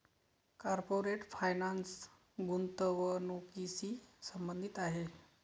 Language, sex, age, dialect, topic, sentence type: Marathi, male, 31-35, Varhadi, banking, statement